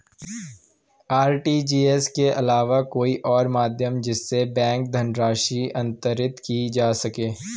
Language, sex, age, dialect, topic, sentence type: Hindi, male, 18-24, Garhwali, banking, question